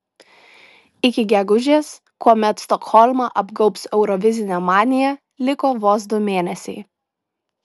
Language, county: Lithuanian, Šiauliai